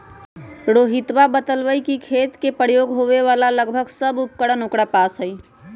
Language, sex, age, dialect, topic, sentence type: Magahi, female, 31-35, Western, agriculture, statement